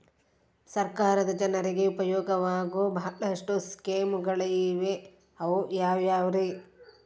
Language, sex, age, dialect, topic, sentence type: Kannada, female, 36-40, Central, banking, question